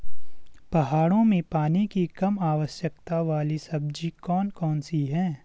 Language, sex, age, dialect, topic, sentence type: Hindi, male, 18-24, Garhwali, agriculture, question